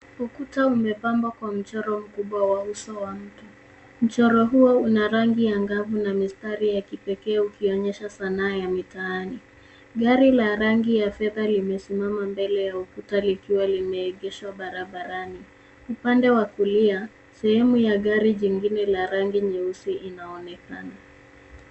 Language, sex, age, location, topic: Swahili, female, 18-24, Nairobi, government